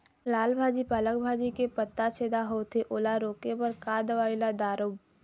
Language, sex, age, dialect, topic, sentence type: Chhattisgarhi, female, 36-40, Eastern, agriculture, question